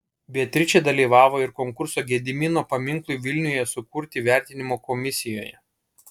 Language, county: Lithuanian, Kaunas